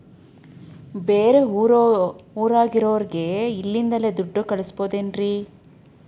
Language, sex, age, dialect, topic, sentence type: Kannada, female, 31-35, Dharwad Kannada, banking, question